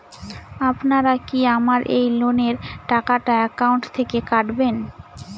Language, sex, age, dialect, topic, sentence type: Bengali, female, 18-24, Northern/Varendri, banking, question